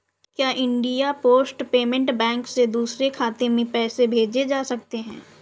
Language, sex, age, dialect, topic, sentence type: Hindi, female, 25-30, Awadhi Bundeli, banking, question